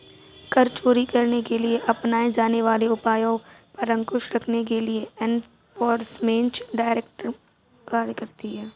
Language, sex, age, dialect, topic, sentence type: Hindi, female, 46-50, Kanauji Braj Bhasha, banking, statement